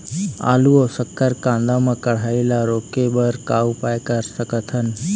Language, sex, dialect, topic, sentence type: Chhattisgarhi, male, Eastern, agriculture, question